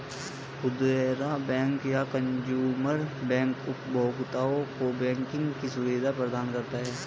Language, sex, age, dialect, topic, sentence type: Hindi, male, 18-24, Hindustani Malvi Khadi Boli, banking, statement